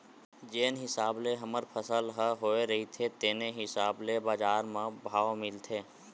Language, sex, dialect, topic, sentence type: Chhattisgarhi, male, Western/Budati/Khatahi, agriculture, statement